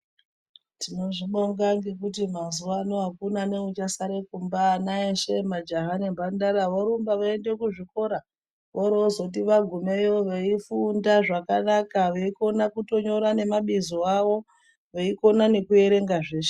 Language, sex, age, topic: Ndau, male, 36-49, education